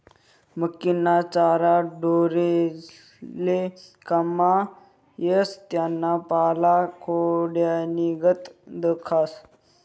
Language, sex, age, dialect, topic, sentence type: Marathi, male, 31-35, Northern Konkan, agriculture, statement